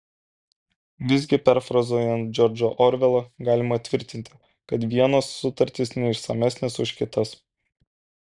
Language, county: Lithuanian, Kaunas